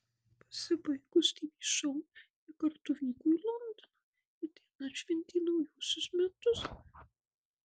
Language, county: Lithuanian, Marijampolė